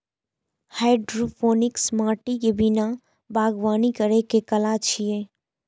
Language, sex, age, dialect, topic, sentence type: Maithili, female, 18-24, Eastern / Thethi, agriculture, statement